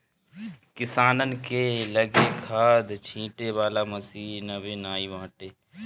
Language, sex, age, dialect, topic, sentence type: Bhojpuri, male, 18-24, Northern, agriculture, statement